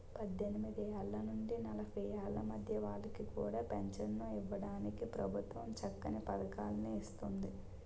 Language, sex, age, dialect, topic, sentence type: Telugu, male, 25-30, Utterandhra, banking, statement